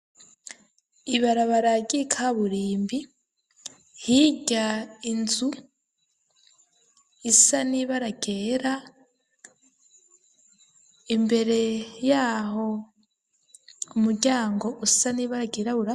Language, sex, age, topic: Rundi, female, 25-35, education